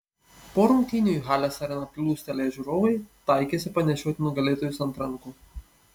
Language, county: Lithuanian, Panevėžys